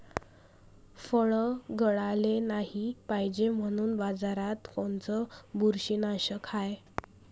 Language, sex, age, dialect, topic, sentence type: Marathi, female, 25-30, Varhadi, agriculture, question